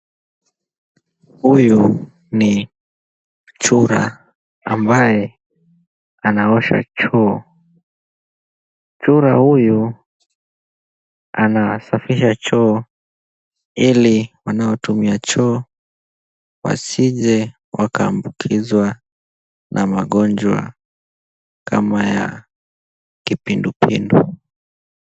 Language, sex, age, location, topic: Swahili, male, 18-24, Kisumu, health